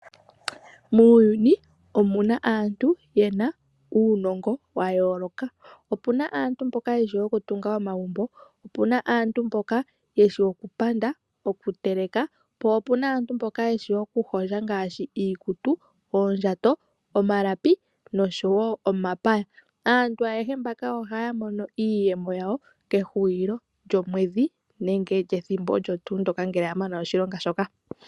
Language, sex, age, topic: Oshiwambo, female, 18-24, finance